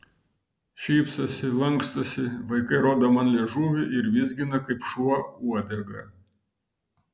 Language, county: Lithuanian, Vilnius